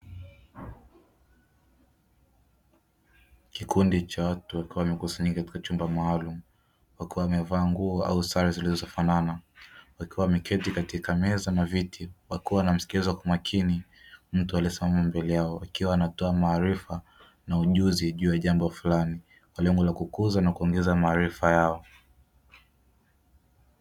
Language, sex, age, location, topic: Swahili, male, 25-35, Dar es Salaam, education